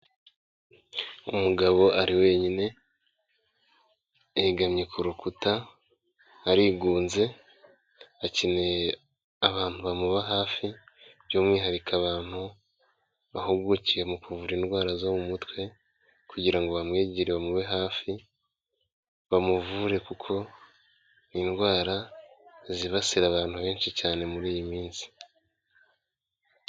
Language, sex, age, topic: Kinyarwanda, male, 25-35, health